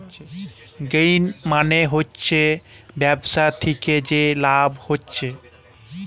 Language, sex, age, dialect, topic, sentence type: Bengali, male, 18-24, Western, banking, statement